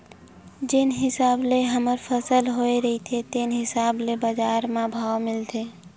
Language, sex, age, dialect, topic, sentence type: Chhattisgarhi, female, 18-24, Western/Budati/Khatahi, agriculture, statement